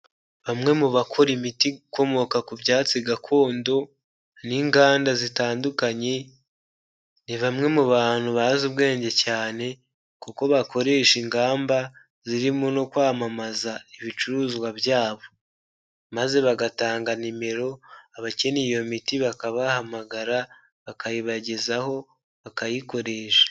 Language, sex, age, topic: Kinyarwanda, male, 18-24, health